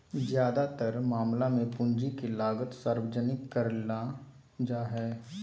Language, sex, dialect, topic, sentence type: Magahi, male, Southern, banking, statement